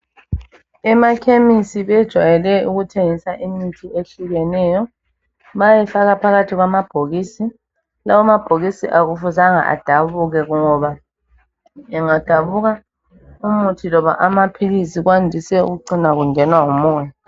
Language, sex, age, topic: North Ndebele, female, 25-35, health